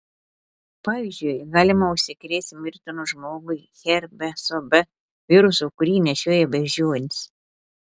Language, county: Lithuanian, Telšiai